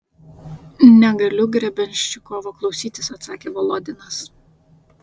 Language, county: Lithuanian, Vilnius